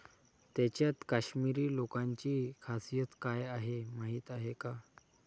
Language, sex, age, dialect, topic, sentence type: Marathi, male, 25-30, Standard Marathi, agriculture, statement